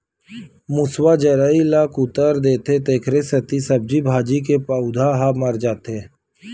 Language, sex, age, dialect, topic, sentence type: Chhattisgarhi, male, 31-35, Western/Budati/Khatahi, agriculture, statement